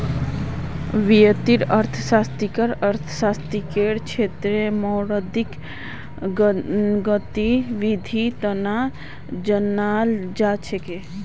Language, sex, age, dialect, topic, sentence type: Magahi, female, 18-24, Northeastern/Surjapuri, banking, statement